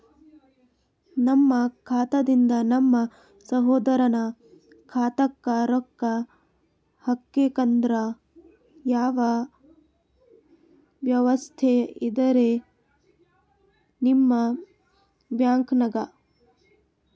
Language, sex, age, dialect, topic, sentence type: Kannada, female, 18-24, Northeastern, banking, question